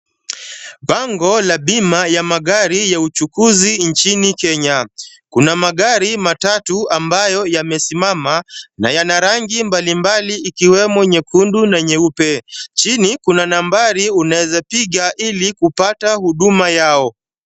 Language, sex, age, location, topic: Swahili, male, 25-35, Kisumu, finance